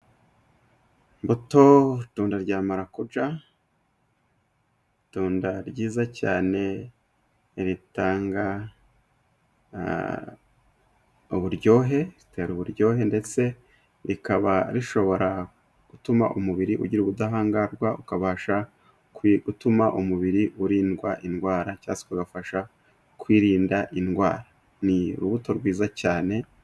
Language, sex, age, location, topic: Kinyarwanda, male, 36-49, Musanze, agriculture